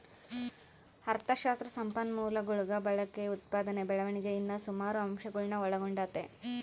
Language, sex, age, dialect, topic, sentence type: Kannada, female, 25-30, Central, banking, statement